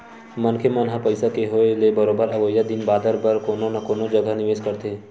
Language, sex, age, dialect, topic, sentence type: Chhattisgarhi, male, 18-24, Western/Budati/Khatahi, banking, statement